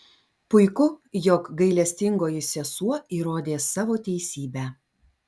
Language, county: Lithuanian, Alytus